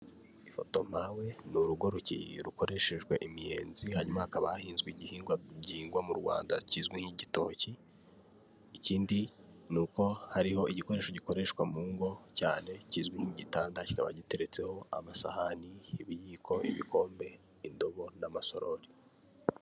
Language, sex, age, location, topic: Kinyarwanda, male, 25-35, Kigali, health